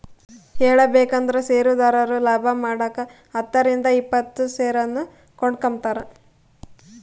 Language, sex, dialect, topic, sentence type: Kannada, female, Central, banking, statement